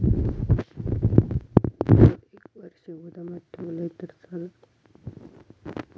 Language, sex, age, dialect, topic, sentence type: Marathi, female, 25-30, Southern Konkan, agriculture, question